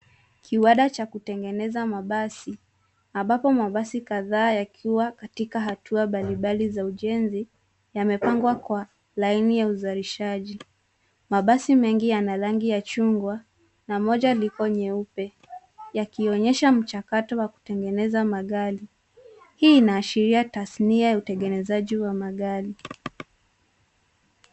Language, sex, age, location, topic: Swahili, female, 18-24, Nairobi, finance